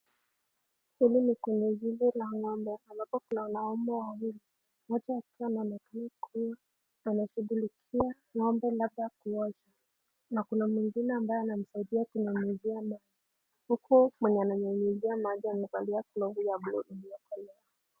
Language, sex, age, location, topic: Swahili, female, 25-35, Nakuru, agriculture